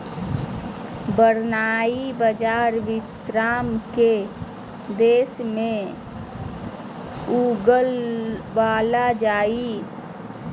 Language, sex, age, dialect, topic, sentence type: Magahi, female, 31-35, Southern, agriculture, statement